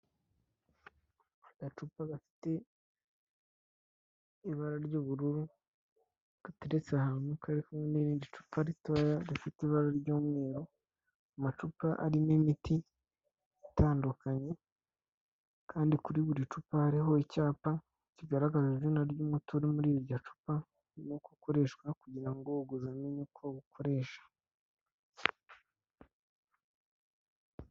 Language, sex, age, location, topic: Kinyarwanda, male, 25-35, Kigali, health